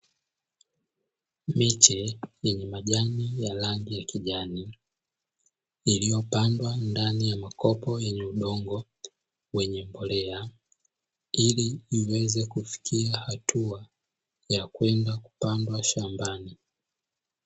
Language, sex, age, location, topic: Swahili, male, 18-24, Dar es Salaam, agriculture